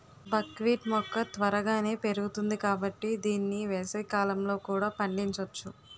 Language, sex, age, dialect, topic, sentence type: Telugu, female, 18-24, Utterandhra, agriculture, statement